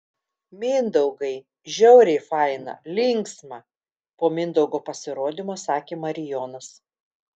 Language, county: Lithuanian, Telšiai